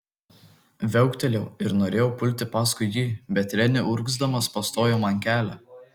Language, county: Lithuanian, Kaunas